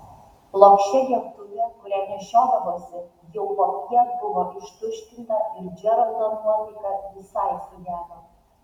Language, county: Lithuanian, Vilnius